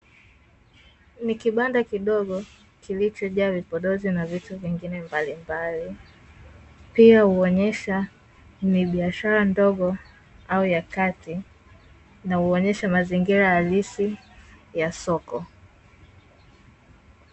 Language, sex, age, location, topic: Swahili, female, 18-24, Dar es Salaam, finance